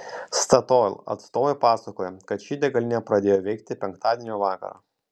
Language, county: Lithuanian, Kaunas